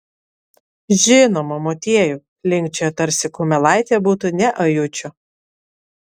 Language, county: Lithuanian, Vilnius